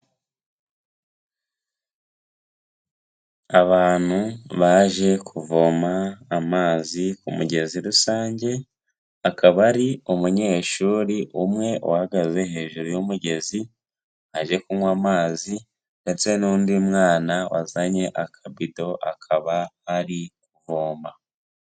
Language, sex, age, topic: Kinyarwanda, male, 18-24, health